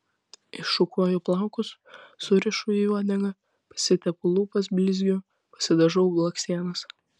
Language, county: Lithuanian, Vilnius